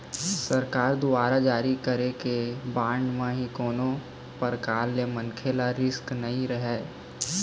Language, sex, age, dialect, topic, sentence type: Chhattisgarhi, male, 18-24, Eastern, banking, statement